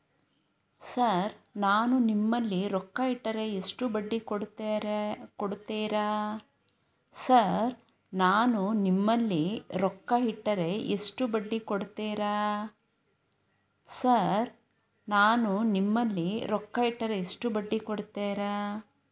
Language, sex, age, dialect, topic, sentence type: Kannada, female, 31-35, Dharwad Kannada, banking, question